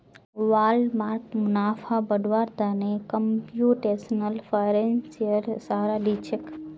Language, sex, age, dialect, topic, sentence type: Magahi, female, 18-24, Northeastern/Surjapuri, banking, statement